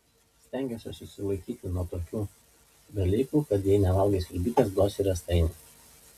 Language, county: Lithuanian, Panevėžys